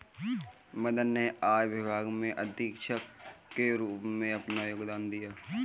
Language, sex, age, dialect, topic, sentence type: Hindi, male, 18-24, Kanauji Braj Bhasha, banking, statement